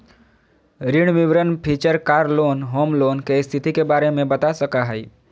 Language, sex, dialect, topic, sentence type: Magahi, female, Southern, banking, statement